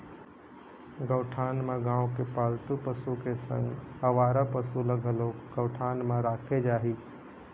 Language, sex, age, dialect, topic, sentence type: Chhattisgarhi, male, 25-30, Eastern, agriculture, statement